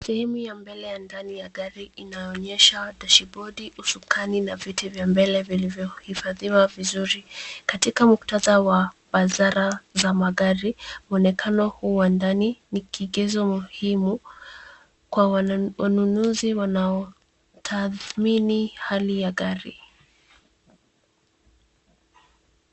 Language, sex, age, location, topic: Swahili, female, 25-35, Nairobi, finance